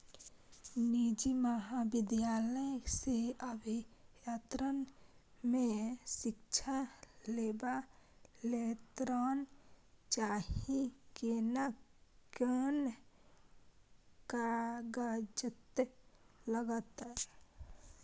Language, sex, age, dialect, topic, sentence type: Maithili, female, 18-24, Bajjika, banking, question